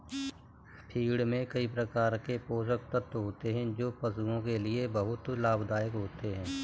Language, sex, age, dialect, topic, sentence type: Hindi, female, 18-24, Kanauji Braj Bhasha, agriculture, statement